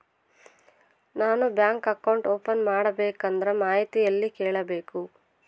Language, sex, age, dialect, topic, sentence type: Kannada, female, 18-24, Central, banking, question